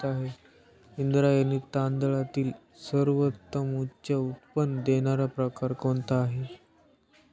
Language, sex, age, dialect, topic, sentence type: Marathi, male, 18-24, Standard Marathi, agriculture, question